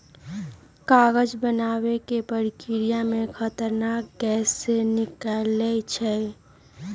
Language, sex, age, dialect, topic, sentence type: Magahi, female, 36-40, Western, agriculture, statement